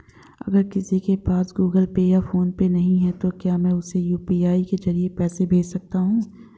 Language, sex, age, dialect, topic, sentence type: Hindi, female, 18-24, Marwari Dhudhari, banking, question